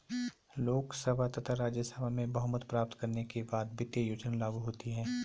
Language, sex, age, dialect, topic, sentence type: Hindi, male, 31-35, Garhwali, banking, statement